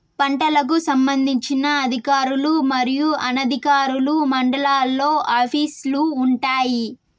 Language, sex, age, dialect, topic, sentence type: Telugu, female, 18-24, Southern, agriculture, question